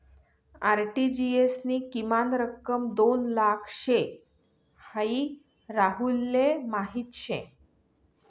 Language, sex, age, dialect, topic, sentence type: Marathi, female, 41-45, Northern Konkan, banking, statement